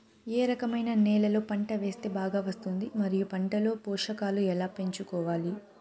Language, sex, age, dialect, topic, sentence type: Telugu, female, 56-60, Southern, agriculture, question